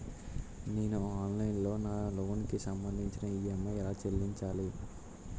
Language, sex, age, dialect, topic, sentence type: Telugu, male, 18-24, Utterandhra, banking, question